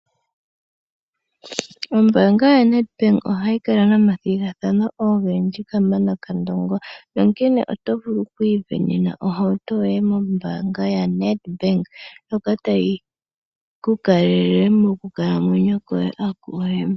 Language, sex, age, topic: Oshiwambo, female, 25-35, finance